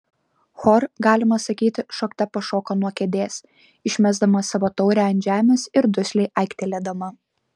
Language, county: Lithuanian, Kaunas